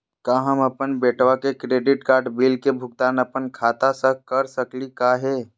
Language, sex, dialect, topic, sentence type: Magahi, female, Southern, banking, question